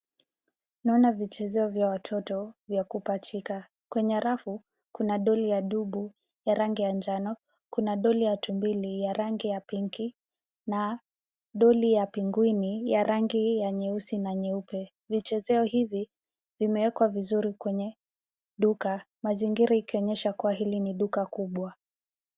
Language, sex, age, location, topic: Swahili, female, 18-24, Nairobi, finance